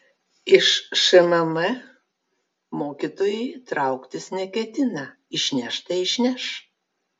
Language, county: Lithuanian, Vilnius